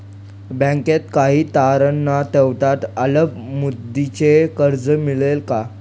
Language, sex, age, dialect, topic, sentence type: Marathi, male, 25-30, Northern Konkan, banking, question